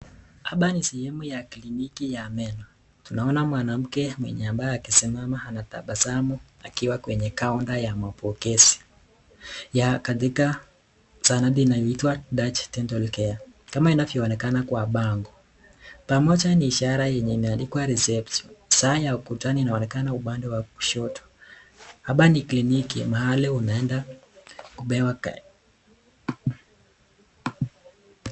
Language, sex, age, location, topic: Swahili, male, 18-24, Nakuru, health